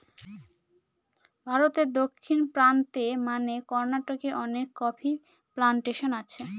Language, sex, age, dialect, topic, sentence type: Bengali, female, 18-24, Northern/Varendri, agriculture, statement